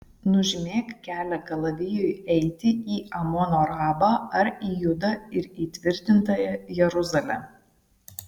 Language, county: Lithuanian, Šiauliai